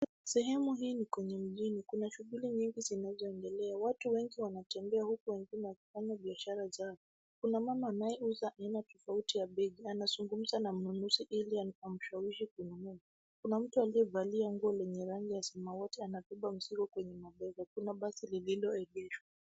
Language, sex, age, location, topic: Swahili, female, 25-35, Nairobi, government